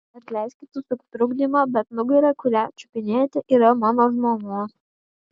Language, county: Lithuanian, Kaunas